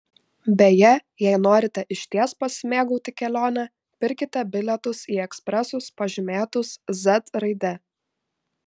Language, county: Lithuanian, Šiauliai